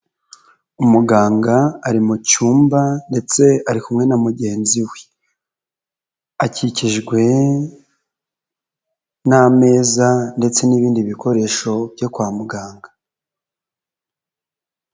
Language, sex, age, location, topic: Kinyarwanda, male, 25-35, Nyagatare, health